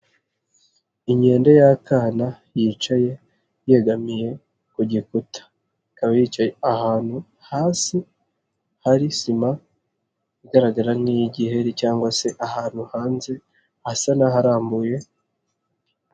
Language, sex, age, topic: Kinyarwanda, male, 25-35, agriculture